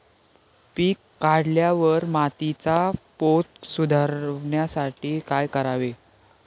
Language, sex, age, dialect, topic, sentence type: Marathi, male, 18-24, Standard Marathi, agriculture, question